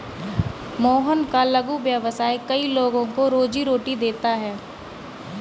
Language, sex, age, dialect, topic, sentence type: Hindi, female, 18-24, Kanauji Braj Bhasha, banking, statement